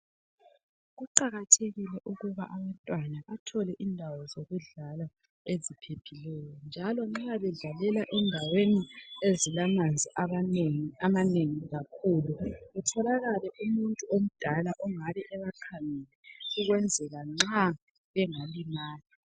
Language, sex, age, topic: North Ndebele, female, 25-35, health